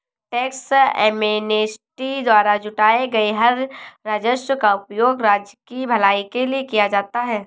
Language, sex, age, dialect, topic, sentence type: Hindi, female, 18-24, Awadhi Bundeli, banking, statement